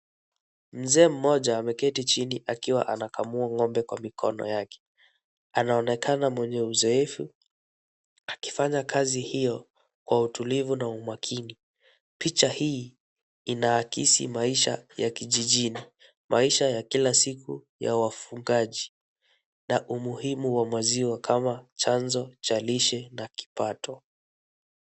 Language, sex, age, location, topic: Swahili, male, 18-24, Wajir, agriculture